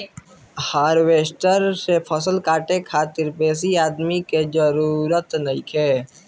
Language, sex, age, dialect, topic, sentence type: Bhojpuri, male, <18, Northern, agriculture, statement